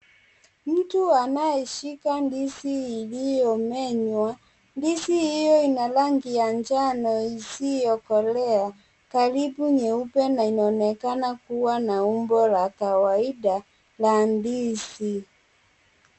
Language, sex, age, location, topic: Swahili, female, 18-24, Kisii, agriculture